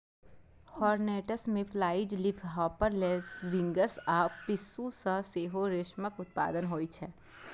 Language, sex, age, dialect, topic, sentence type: Maithili, female, 18-24, Eastern / Thethi, agriculture, statement